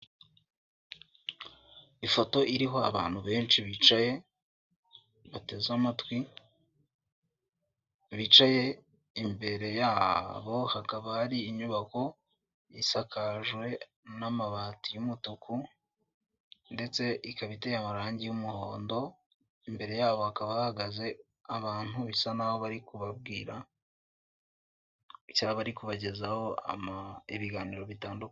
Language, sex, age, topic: Kinyarwanda, male, 18-24, government